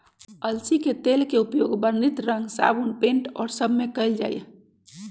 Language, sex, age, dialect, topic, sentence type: Magahi, male, 18-24, Western, agriculture, statement